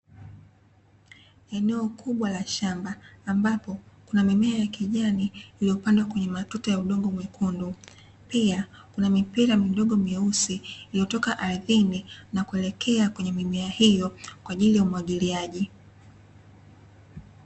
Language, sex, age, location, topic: Swahili, female, 18-24, Dar es Salaam, agriculture